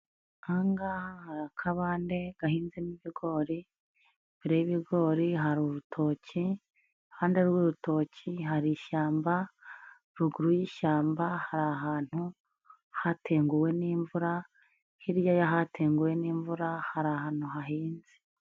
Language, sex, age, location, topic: Kinyarwanda, female, 25-35, Nyagatare, agriculture